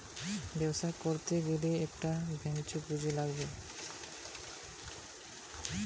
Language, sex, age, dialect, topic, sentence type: Bengali, male, 18-24, Western, banking, statement